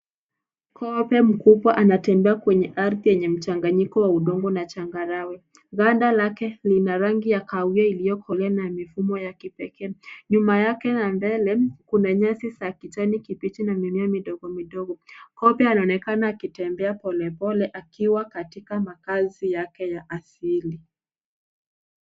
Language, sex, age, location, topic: Swahili, female, 18-24, Nairobi, government